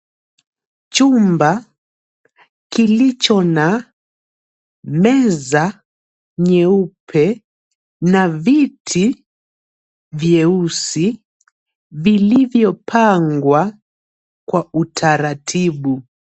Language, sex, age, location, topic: Swahili, male, 18-24, Nairobi, education